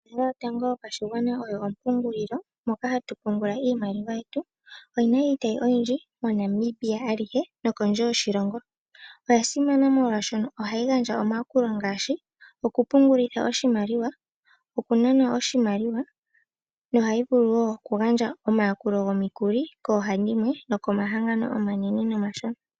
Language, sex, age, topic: Oshiwambo, female, 18-24, finance